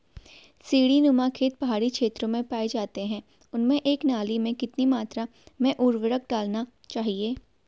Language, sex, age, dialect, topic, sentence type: Hindi, female, 18-24, Garhwali, agriculture, question